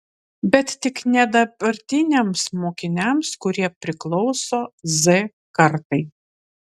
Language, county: Lithuanian, Vilnius